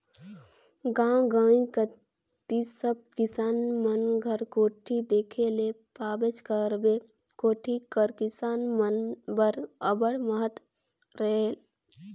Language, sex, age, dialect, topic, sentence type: Chhattisgarhi, female, 18-24, Northern/Bhandar, agriculture, statement